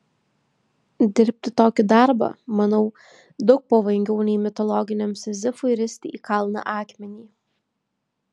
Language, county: Lithuanian, Vilnius